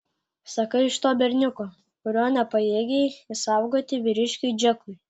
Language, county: Lithuanian, Klaipėda